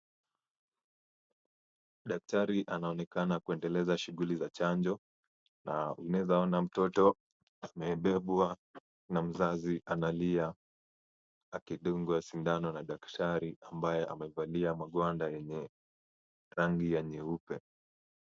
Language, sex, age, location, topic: Swahili, male, 18-24, Kisumu, health